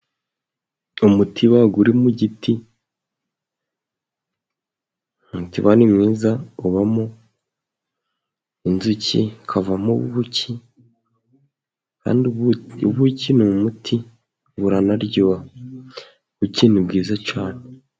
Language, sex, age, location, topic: Kinyarwanda, male, 18-24, Musanze, government